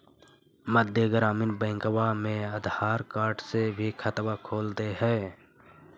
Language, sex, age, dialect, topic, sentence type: Magahi, male, 51-55, Central/Standard, banking, question